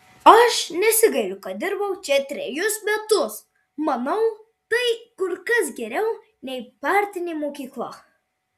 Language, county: Lithuanian, Marijampolė